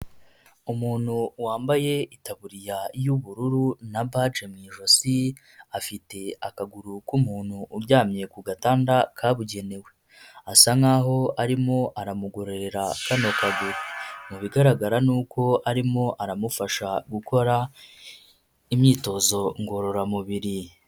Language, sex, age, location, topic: Kinyarwanda, female, 25-35, Huye, health